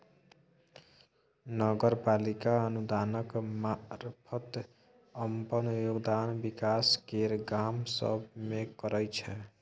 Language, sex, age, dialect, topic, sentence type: Maithili, male, 36-40, Bajjika, banking, statement